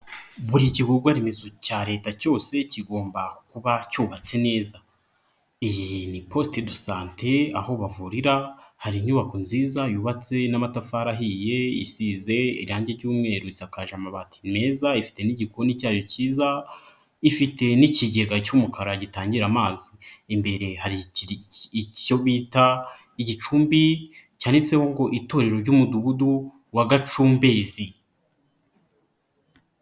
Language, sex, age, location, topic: Kinyarwanda, male, 25-35, Nyagatare, government